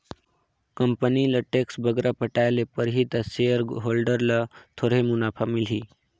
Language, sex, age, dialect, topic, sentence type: Chhattisgarhi, male, 18-24, Northern/Bhandar, banking, statement